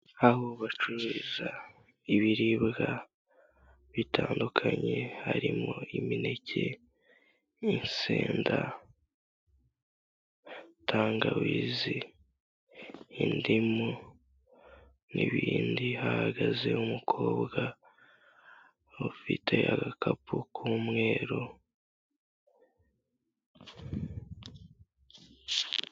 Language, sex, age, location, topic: Kinyarwanda, male, 18-24, Kigali, finance